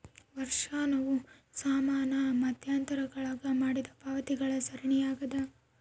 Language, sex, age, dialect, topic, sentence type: Kannada, female, 18-24, Central, banking, statement